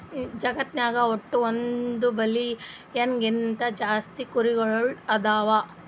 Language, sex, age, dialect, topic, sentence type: Kannada, female, 60-100, Northeastern, agriculture, statement